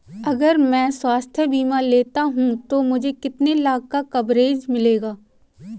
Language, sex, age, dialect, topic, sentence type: Hindi, female, 18-24, Marwari Dhudhari, banking, question